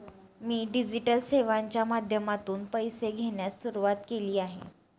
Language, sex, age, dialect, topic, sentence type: Marathi, female, 25-30, Standard Marathi, banking, statement